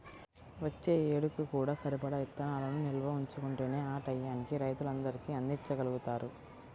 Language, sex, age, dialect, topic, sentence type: Telugu, female, 18-24, Central/Coastal, agriculture, statement